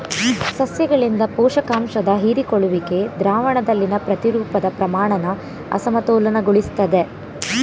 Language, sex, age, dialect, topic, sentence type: Kannada, female, 18-24, Mysore Kannada, agriculture, statement